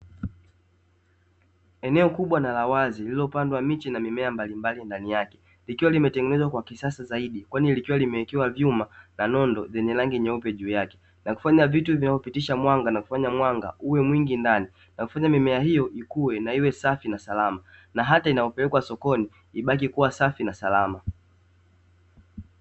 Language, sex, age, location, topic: Swahili, male, 18-24, Dar es Salaam, agriculture